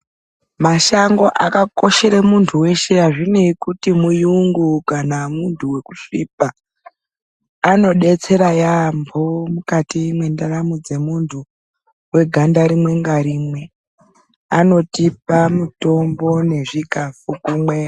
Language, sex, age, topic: Ndau, female, 36-49, health